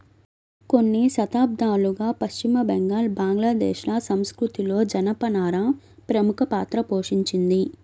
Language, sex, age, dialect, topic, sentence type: Telugu, female, 25-30, Central/Coastal, agriculture, statement